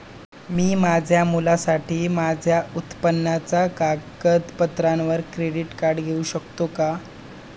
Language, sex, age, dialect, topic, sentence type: Marathi, male, 18-24, Standard Marathi, banking, question